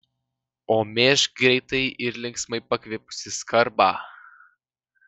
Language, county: Lithuanian, Vilnius